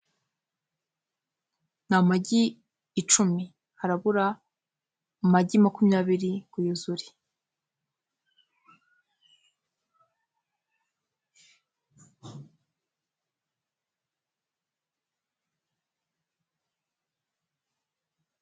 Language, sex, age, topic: Kinyarwanda, female, 18-24, finance